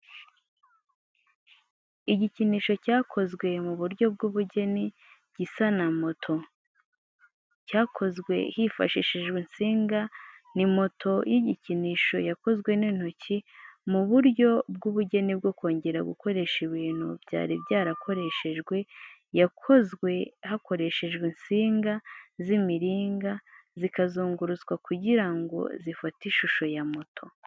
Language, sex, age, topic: Kinyarwanda, female, 25-35, education